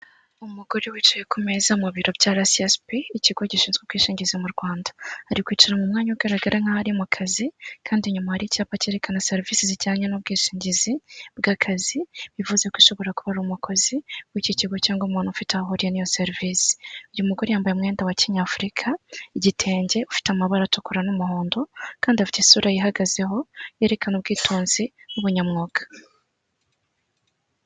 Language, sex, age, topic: Kinyarwanda, female, 36-49, finance